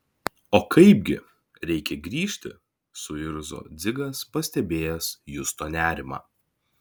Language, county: Lithuanian, Vilnius